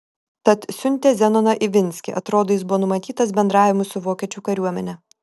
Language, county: Lithuanian, Vilnius